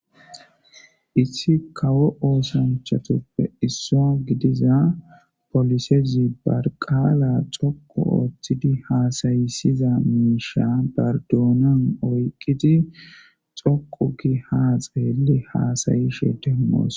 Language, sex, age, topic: Gamo, male, 25-35, government